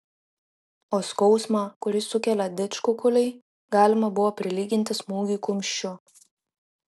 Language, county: Lithuanian, Klaipėda